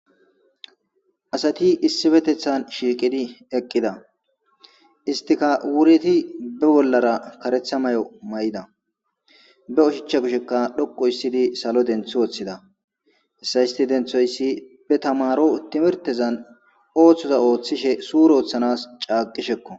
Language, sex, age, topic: Gamo, male, 25-35, government